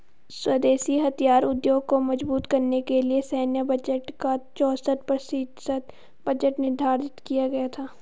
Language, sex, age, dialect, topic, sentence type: Hindi, female, 51-55, Hindustani Malvi Khadi Boli, banking, statement